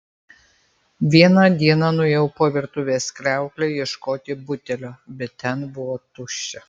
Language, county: Lithuanian, Marijampolė